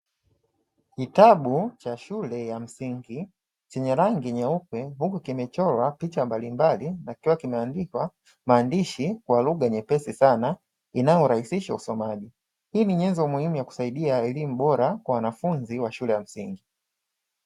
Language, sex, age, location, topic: Swahili, male, 25-35, Dar es Salaam, education